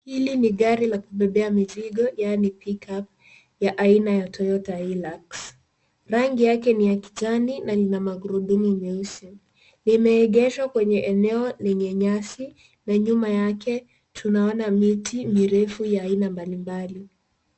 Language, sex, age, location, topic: Swahili, female, 18-24, Nairobi, finance